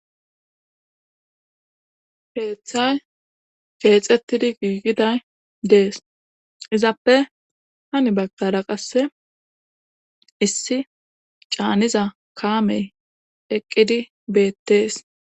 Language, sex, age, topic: Gamo, female, 18-24, government